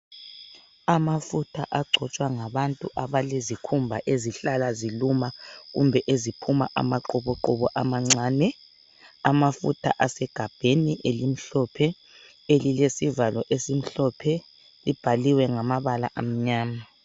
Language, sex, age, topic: North Ndebele, female, 25-35, health